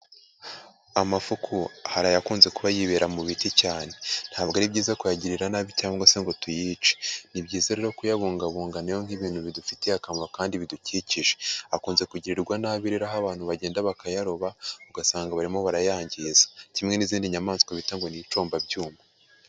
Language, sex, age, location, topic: Kinyarwanda, male, 25-35, Huye, agriculture